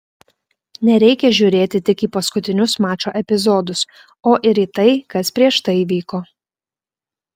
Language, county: Lithuanian, Klaipėda